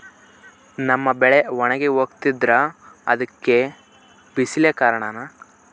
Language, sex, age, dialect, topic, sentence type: Kannada, male, 18-24, Central, agriculture, question